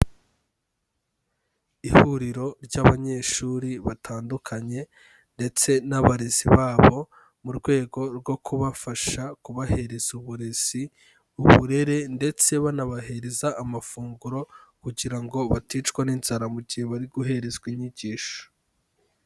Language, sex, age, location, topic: Kinyarwanda, male, 18-24, Kigali, education